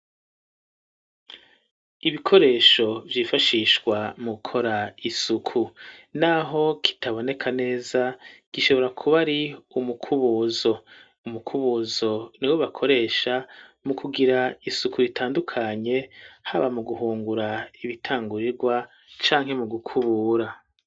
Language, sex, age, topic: Rundi, male, 50+, education